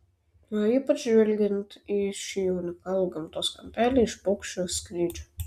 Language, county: Lithuanian, Šiauliai